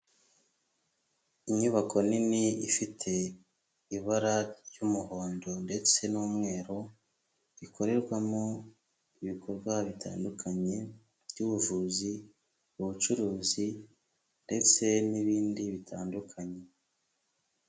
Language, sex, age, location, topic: Kinyarwanda, male, 25-35, Huye, health